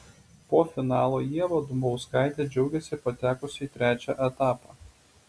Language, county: Lithuanian, Utena